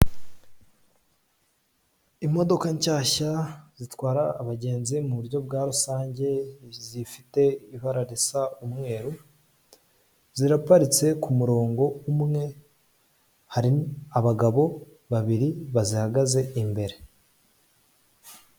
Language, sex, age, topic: Kinyarwanda, male, 18-24, finance